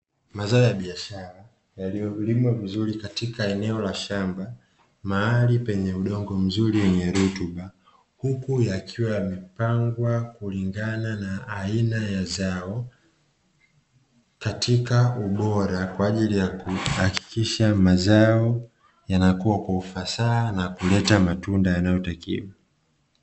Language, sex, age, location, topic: Swahili, male, 25-35, Dar es Salaam, agriculture